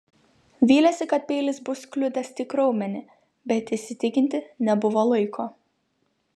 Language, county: Lithuanian, Kaunas